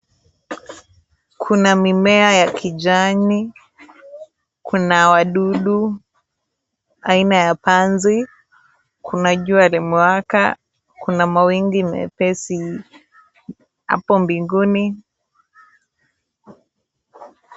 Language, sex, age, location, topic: Swahili, female, 18-24, Kisii, health